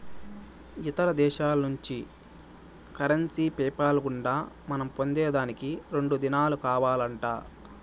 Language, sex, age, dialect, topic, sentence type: Telugu, male, 18-24, Southern, banking, statement